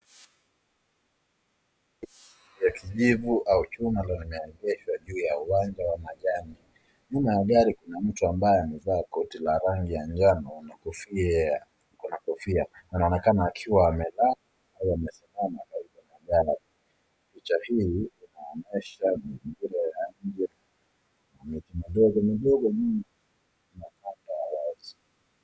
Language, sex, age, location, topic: Swahili, male, 25-35, Nakuru, finance